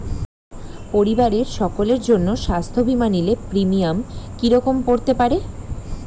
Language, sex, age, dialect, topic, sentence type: Bengali, female, 18-24, Standard Colloquial, banking, question